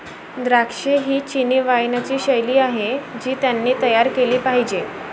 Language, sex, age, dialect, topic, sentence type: Marathi, female, <18, Varhadi, agriculture, statement